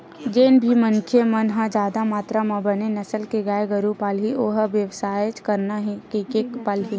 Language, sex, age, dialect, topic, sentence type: Chhattisgarhi, female, 18-24, Western/Budati/Khatahi, agriculture, statement